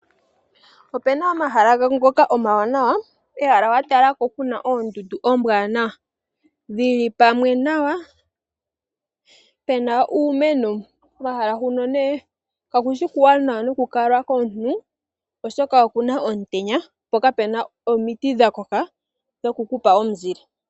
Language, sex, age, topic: Oshiwambo, female, 18-24, agriculture